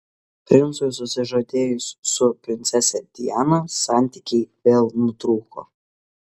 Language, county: Lithuanian, Kaunas